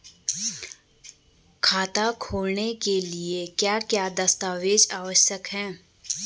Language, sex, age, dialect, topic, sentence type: Hindi, female, 25-30, Garhwali, banking, question